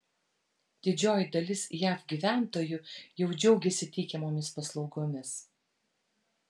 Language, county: Lithuanian, Vilnius